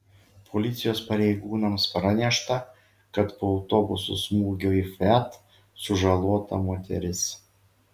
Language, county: Lithuanian, Šiauliai